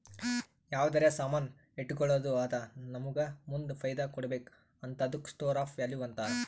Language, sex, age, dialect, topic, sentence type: Kannada, male, 18-24, Northeastern, banking, statement